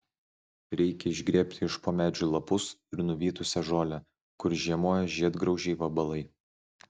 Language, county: Lithuanian, Vilnius